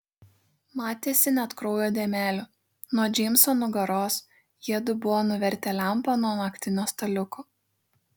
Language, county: Lithuanian, Šiauliai